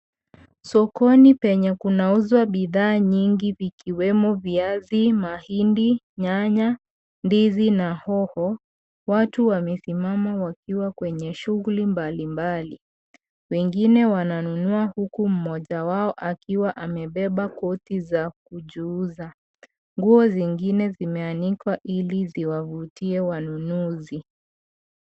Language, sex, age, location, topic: Swahili, female, 25-35, Kisii, finance